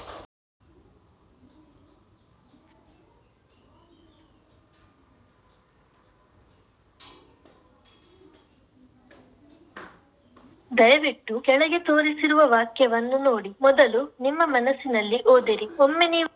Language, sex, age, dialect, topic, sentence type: Kannada, female, 60-100, Dharwad Kannada, banking, statement